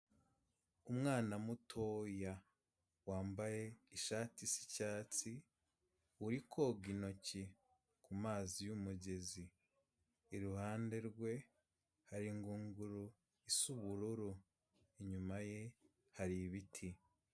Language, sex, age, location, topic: Kinyarwanda, male, 25-35, Kigali, health